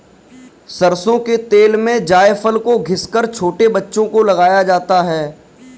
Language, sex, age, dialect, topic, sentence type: Hindi, male, 18-24, Kanauji Braj Bhasha, agriculture, statement